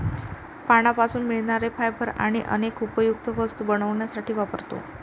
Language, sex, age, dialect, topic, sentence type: Marathi, female, 18-24, Varhadi, agriculture, statement